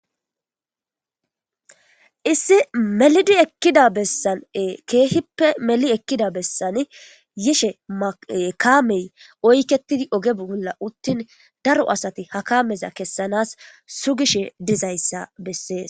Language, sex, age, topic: Gamo, male, 18-24, government